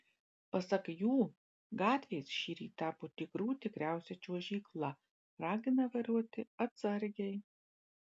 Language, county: Lithuanian, Marijampolė